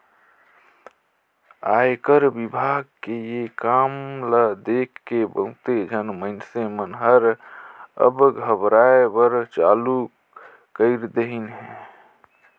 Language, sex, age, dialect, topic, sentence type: Chhattisgarhi, male, 31-35, Northern/Bhandar, banking, statement